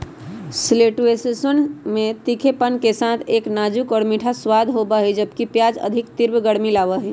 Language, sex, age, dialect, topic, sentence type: Magahi, male, 18-24, Western, agriculture, statement